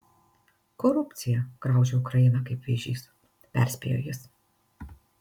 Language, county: Lithuanian, Marijampolė